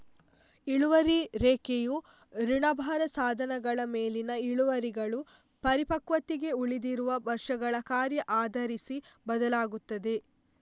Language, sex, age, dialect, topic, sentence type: Kannada, female, 51-55, Coastal/Dakshin, banking, statement